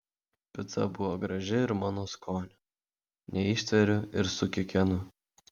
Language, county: Lithuanian, Vilnius